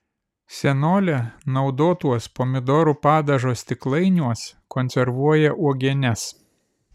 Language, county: Lithuanian, Vilnius